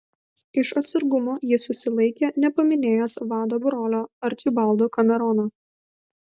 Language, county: Lithuanian, Vilnius